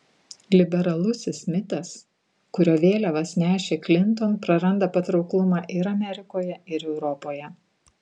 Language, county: Lithuanian, Vilnius